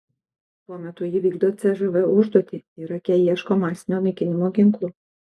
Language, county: Lithuanian, Kaunas